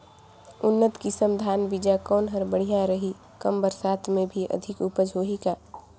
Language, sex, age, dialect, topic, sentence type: Chhattisgarhi, female, 18-24, Northern/Bhandar, agriculture, question